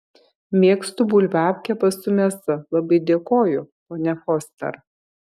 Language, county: Lithuanian, Kaunas